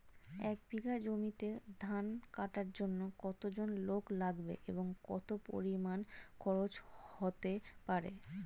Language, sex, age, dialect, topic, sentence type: Bengali, female, 25-30, Standard Colloquial, agriculture, question